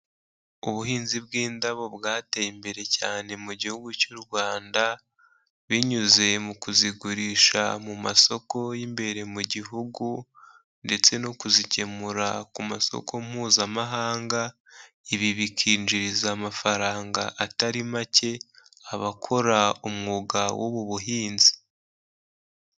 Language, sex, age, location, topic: Kinyarwanda, male, 25-35, Kigali, agriculture